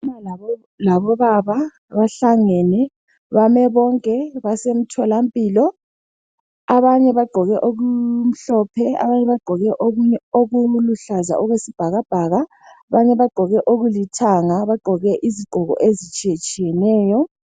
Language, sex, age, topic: North Ndebele, female, 25-35, health